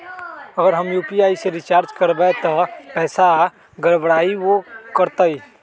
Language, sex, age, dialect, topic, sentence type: Magahi, male, 18-24, Western, banking, question